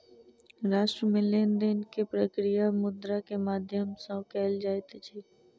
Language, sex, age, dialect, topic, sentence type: Maithili, female, 46-50, Southern/Standard, banking, statement